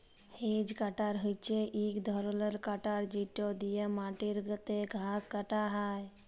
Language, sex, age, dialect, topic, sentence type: Bengali, male, 36-40, Jharkhandi, agriculture, statement